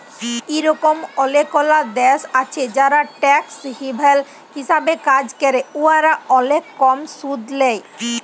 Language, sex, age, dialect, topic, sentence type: Bengali, female, 18-24, Jharkhandi, banking, statement